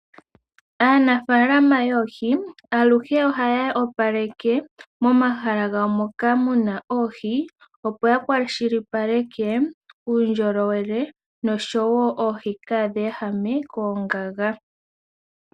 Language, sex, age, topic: Oshiwambo, female, 18-24, agriculture